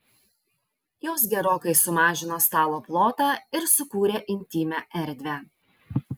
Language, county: Lithuanian, Vilnius